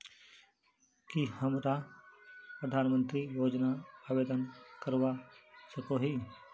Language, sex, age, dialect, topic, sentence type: Magahi, male, 31-35, Northeastern/Surjapuri, banking, question